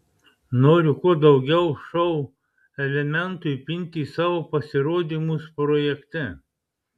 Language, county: Lithuanian, Klaipėda